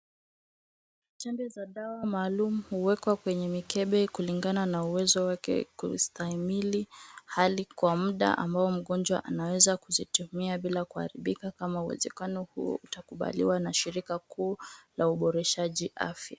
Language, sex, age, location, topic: Swahili, female, 18-24, Kisumu, health